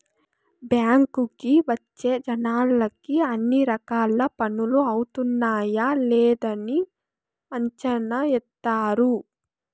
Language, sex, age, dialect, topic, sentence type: Telugu, female, 25-30, Southern, banking, statement